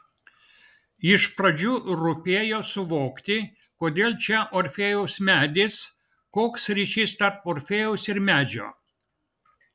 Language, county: Lithuanian, Vilnius